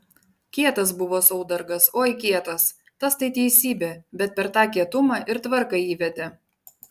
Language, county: Lithuanian, Panevėžys